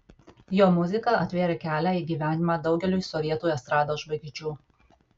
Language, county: Lithuanian, Alytus